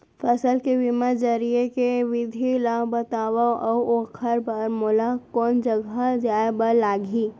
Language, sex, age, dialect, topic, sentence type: Chhattisgarhi, female, 18-24, Central, agriculture, question